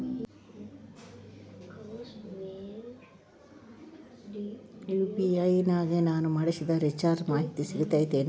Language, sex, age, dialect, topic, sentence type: Kannada, female, 18-24, Central, banking, question